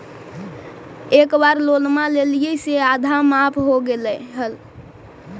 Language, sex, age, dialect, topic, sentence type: Magahi, male, 18-24, Central/Standard, banking, question